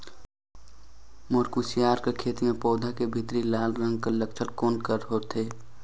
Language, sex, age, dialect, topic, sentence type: Chhattisgarhi, male, 18-24, Northern/Bhandar, agriculture, question